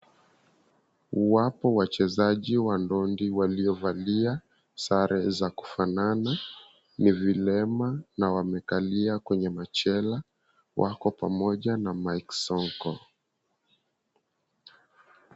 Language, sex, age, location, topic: Swahili, male, 18-24, Mombasa, education